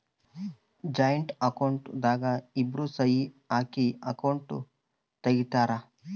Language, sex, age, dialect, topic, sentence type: Kannada, male, 25-30, Central, banking, statement